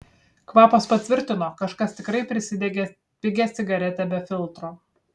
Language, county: Lithuanian, Kaunas